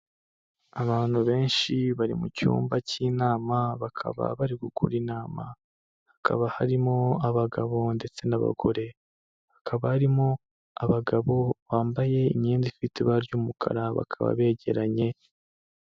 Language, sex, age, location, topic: Kinyarwanda, male, 25-35, Kigali, health